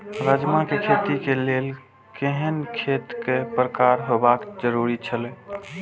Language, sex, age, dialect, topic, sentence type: Maithili, male, 18-24, Eastern / Thethi, agriculture, question